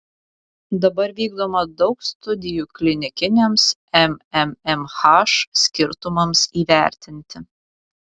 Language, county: Lithuanian, Vilnius